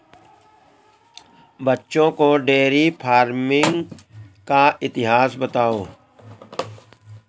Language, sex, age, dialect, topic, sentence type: Hindi, male, 18-24, Awadhi Bundeli, agriculture, statement